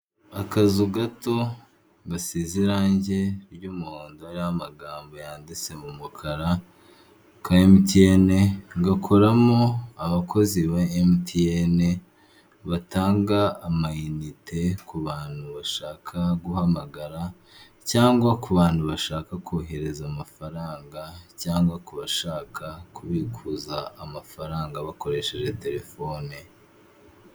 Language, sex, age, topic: Kinyarwanda, male, 25-35, finance